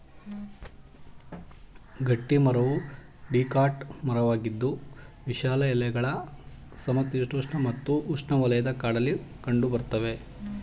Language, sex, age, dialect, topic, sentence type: Kannada, male, 31-35, Mysore Kannada, agriculture, statement